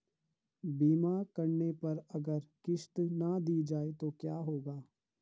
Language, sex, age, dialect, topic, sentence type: Hindi, male, 51-55, Garhwali, banking, question